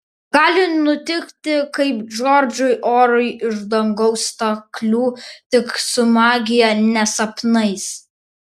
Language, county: Lithuanian, Vilnius